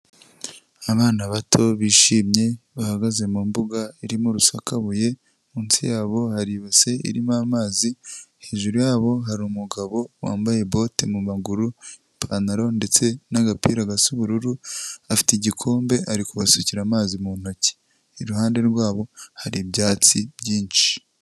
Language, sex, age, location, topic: Kinyarwanda, male, 25-35, Kigali, health